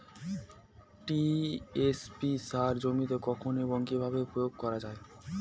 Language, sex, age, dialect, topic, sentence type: Bengali, male, 18-24, Rajbangshi, agriculture, question